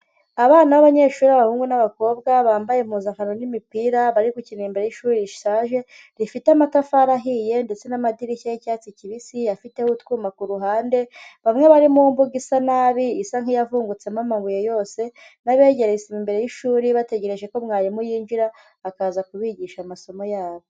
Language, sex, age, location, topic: Kinyarwanda, female, 18-24, Huye, education